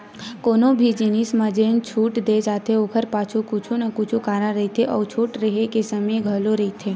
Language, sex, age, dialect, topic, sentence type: Chhattisgarhi, female, 56-60, Western/Budati/Khatahi, banking, statement